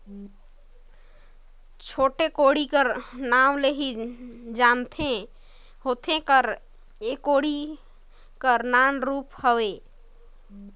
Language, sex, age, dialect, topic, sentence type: Chhattisgarhi, female, 25-30, Northern/Bhandar, agriculture, statement